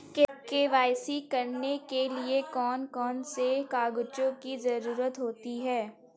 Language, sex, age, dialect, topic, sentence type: Hindi, female, 18-24, Kanauji Braj Bhasha, banking, question